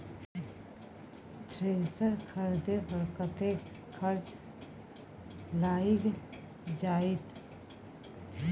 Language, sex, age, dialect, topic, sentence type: Maithili, female, 31-35, Bajjika, agriculture, question